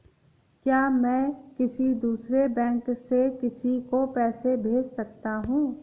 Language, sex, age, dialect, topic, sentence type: Hindi, female, 18-24, Awadhi Bundeli, banking, statement